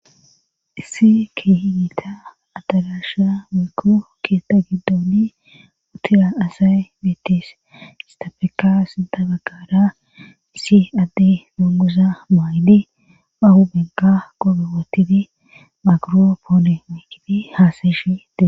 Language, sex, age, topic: Gamo, female, 36-49, government